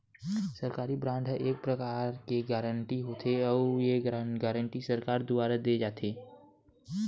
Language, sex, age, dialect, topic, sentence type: Chhattisgarhi, male, 60-100, Western/Budati/Khatahi, banking, statement